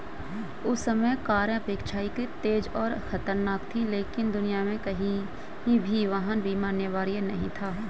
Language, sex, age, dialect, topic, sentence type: Hindi, female, 25-30, Hindustani Malvi Khadi Boli, banking, statement